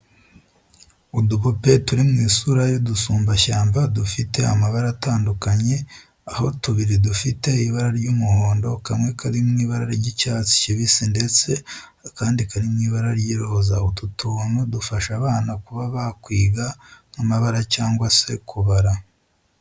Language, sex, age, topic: Kinyarwanda, male, 25-35, education